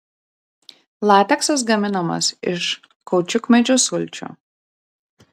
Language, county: Lithuanian, Vilnius